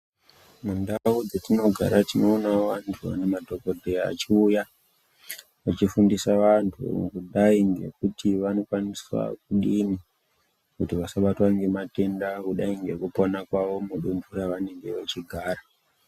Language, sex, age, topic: Ndau, female, 50+, health